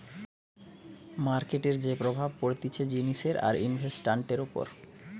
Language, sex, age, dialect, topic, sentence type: Bengali, male, 31-35, Western, banking, statement